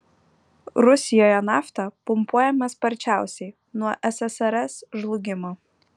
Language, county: Lithuanian, Vilnius